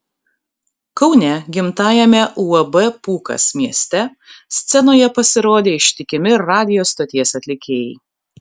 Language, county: Lithuanian, Kaunas